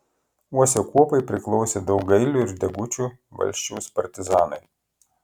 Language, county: Lithuanian, Klaipėda